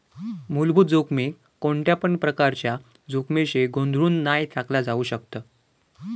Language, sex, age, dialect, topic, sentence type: Marathi, male, <18, Southern Konkan, banking, statement